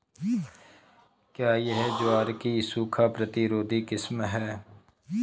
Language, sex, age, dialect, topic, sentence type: Hindi, male, 31-35, Marwari Dhudhari, agriculture, question